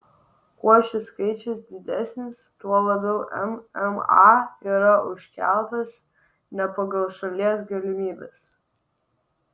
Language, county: Lithuanian, Vilnius